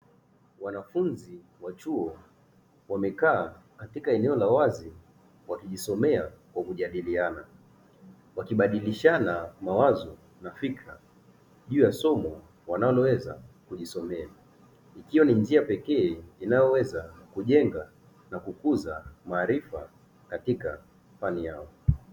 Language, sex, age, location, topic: Swahili, male, 25-35, Dar es Salaam, education